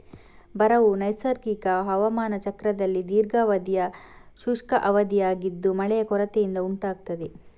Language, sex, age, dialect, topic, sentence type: Kannada, female, 18-24, Coastal/Dakshin, agriculture, statement